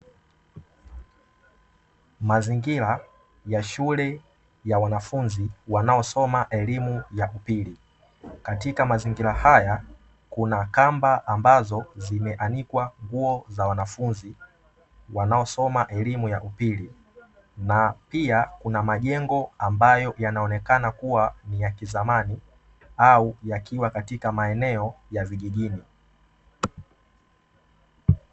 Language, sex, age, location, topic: Swahili, male, 18-24, Dar es Salaam, education